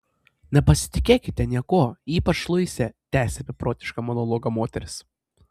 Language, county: Lithuanian, Panevėžys